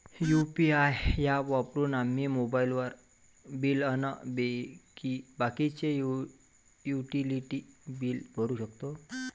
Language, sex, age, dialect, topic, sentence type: Marathi, male, 25-30, Varhadi, banking, statement